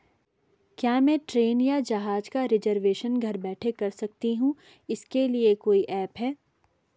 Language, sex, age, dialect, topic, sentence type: Hindi, female, 25-30, Garhwali, banking, question